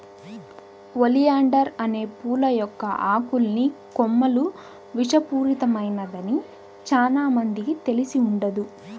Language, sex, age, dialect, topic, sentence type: Telugu, female, 18-24, Central/Coastal, agriculture, statement